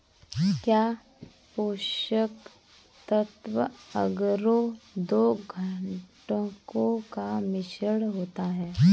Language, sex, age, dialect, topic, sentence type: Hindi, female, 25-30, Kanauji Braj Bhasha, agriculture, statement